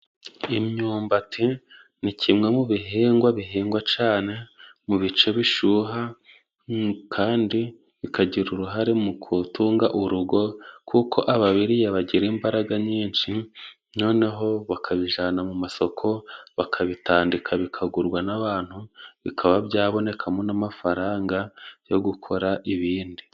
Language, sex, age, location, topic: Kinyarwanda, male, 25-35, Musanze, finance